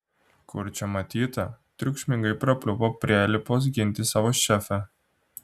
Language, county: Lithuanian, Klaipėda